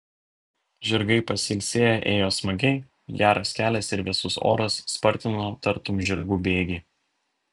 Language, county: Lithuanian, Vilnius